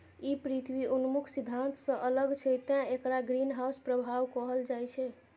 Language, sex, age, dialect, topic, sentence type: Maithili, female, 25-30, Eastern / Thethi, agriculture, statement